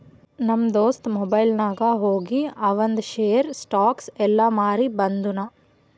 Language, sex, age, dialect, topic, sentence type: Kannada, female, 18-24, Northeastern, banking, statement